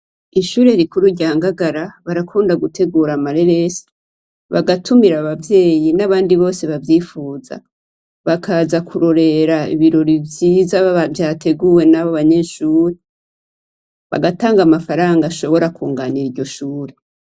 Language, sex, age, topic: Rundi, female, 25-35, education